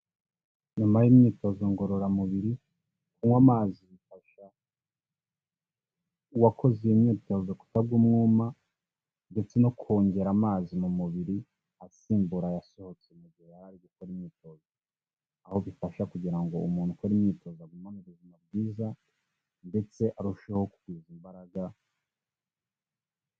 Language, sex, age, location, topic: Kinyarwanda, male, 25-35, Kigali, health